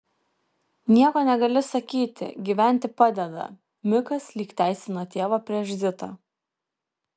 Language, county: Lithuanian, Kaunas